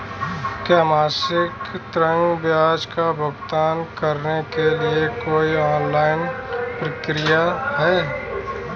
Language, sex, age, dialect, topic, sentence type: Hindi, male, 25-30, Marwari Dhudhari, banking, question